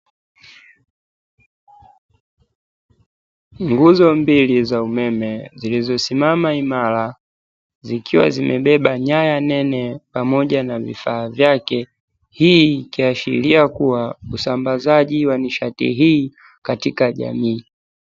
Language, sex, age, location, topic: Swahili, male, 18-24, Dar es Salaam, government